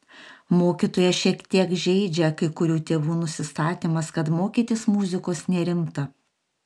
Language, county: Lithuanian, Panevėžys